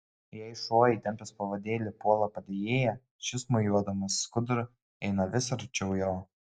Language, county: Lithuanian, Kaunas